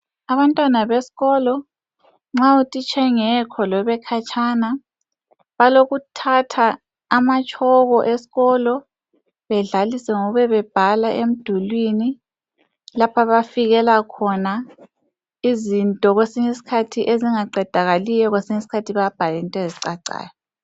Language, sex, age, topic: North Ndebele, female, 25-35, education